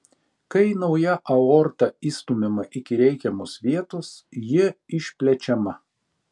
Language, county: Lithuanian, Šiauliai